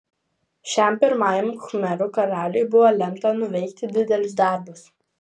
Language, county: Lithuanian, Vilnius